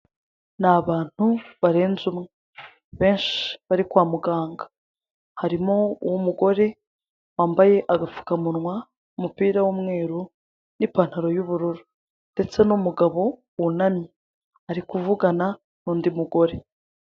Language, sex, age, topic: Kinyarwanda, female, 25-35, government